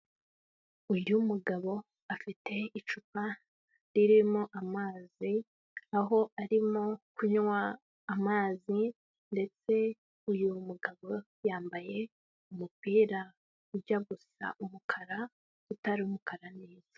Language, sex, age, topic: Kinyarwanda, female, 18-24, health